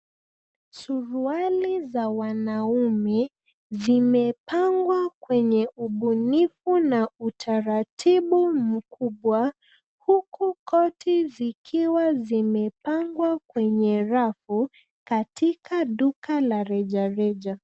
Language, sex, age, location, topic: Swahili, female, 25-35, Nairobi, finance